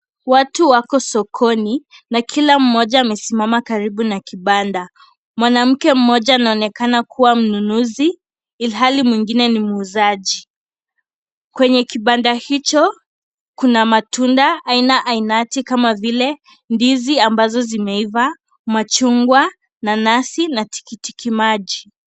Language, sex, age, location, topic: Swahili, female, 18-24, Kisii, finance